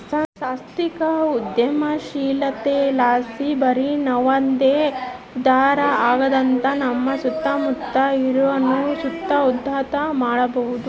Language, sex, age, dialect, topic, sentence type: Kannada, female, 25-30, Central, banking, statement